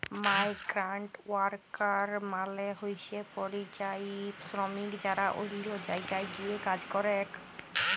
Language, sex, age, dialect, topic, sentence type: Bengali, female, 18-24, Jharkhandi, agriculture, statement